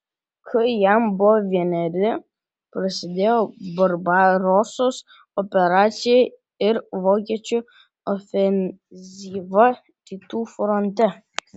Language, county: Lithuanian, Vilnius